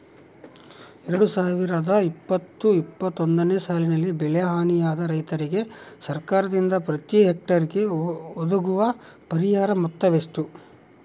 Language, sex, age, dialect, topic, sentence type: Kannada, male, 36-40, Central, agriculture, question